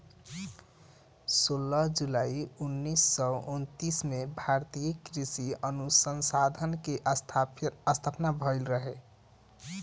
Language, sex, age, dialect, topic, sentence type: Bhojpuri, male, 18-24, Northern, agriculture, statement